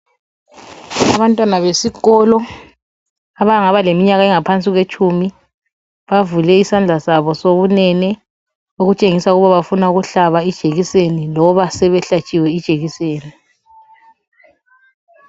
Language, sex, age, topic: North Ndebele, female, 25-35, health